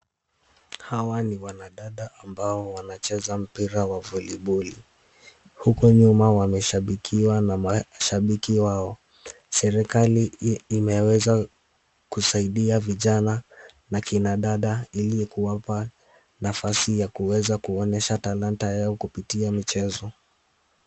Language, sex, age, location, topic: Swahili, male, 18-24, Kisumu, government